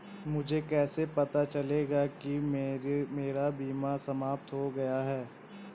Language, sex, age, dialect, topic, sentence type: Hindi, male, 18-24, Awadhi Bundeli, banking, question